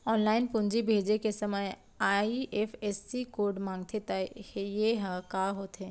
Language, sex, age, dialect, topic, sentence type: Chhattisgarhi, female, 31-35, Central, banking, question